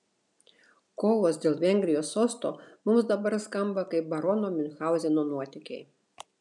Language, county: Lithuanian, Šiauliai